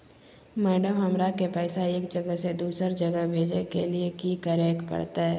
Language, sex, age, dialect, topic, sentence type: Magahi, female, 25-30, Southern, banking, question